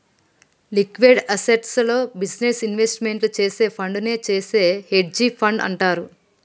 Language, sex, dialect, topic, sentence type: Telugu, female, Telangana, banking, statement